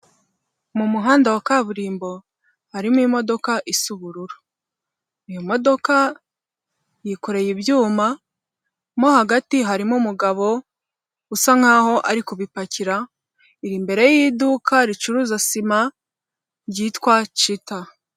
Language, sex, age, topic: Kinyarwanda, female, 18-24, government